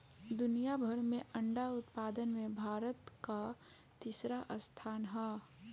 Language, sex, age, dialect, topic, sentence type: Bhojpuri, female, 25-30, Northern, agriculture, statement